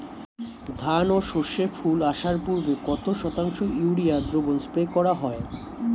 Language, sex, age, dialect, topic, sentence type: Bengali, male, 18-24, Standard Colloquial, agriculture, question